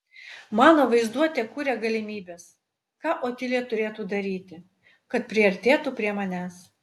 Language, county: Lithuanian, Utena